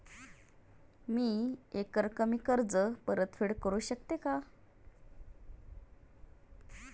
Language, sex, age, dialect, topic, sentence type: Marathi, female, 36-40, Standard Marathi, banking, question